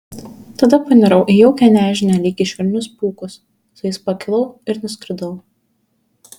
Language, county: Lithuanian, Šiauliai